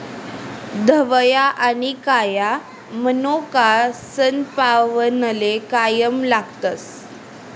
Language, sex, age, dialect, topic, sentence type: Marathi, female, 18-24, Northern Konkan, agriculture, statement